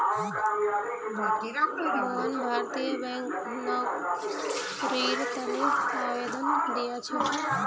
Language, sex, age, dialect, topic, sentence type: Magahi, female, 25-30, Northeastern/Surjapuri, banking, statement